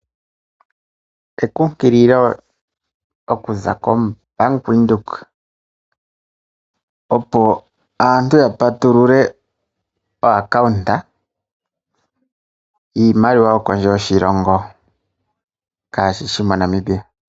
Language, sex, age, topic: Oshiwambo, male, 25-35, finance